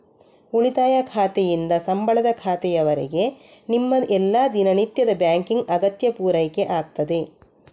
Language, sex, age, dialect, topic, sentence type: Kannada, female, 25-30, Coastal/Dakshin, banking, statement